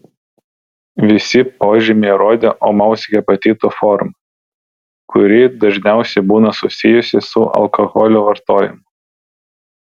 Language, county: Lithuanian, Vilnius